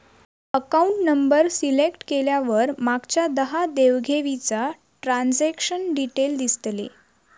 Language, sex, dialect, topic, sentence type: Marathi, female, Southern Konkan, banking, statement